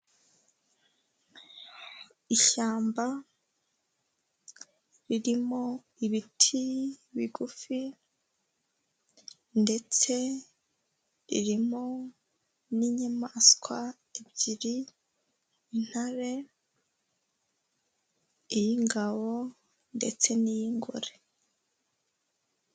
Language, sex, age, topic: Kinyarwanda, female, 25-35, agriculture